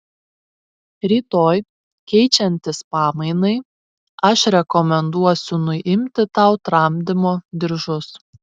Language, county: Lithuanian, Šiauliai